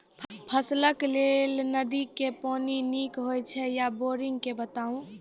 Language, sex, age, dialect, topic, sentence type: Maithili, female, 18-24, Angika, agriculture, question